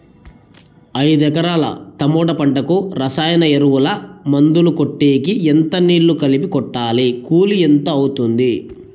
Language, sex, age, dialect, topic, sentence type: Telugu, male, 31-35, Southern, agriculture, question